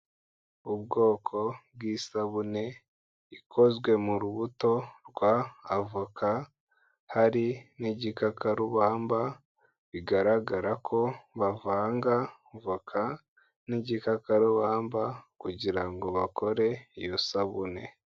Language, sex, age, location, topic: Kinyarwanda, female, 25-35, Kigali, health